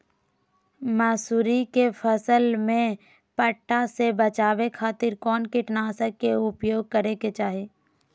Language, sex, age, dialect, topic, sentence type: Magahi, female, 25-30, Southern, agriculture, question